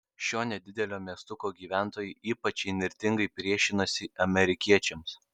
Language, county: Lithuanian, Kaunas